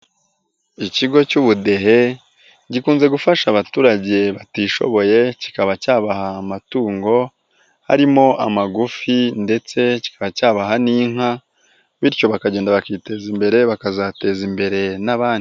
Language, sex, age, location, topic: Kinyarwanda, female, 18-24, Nyagatare, health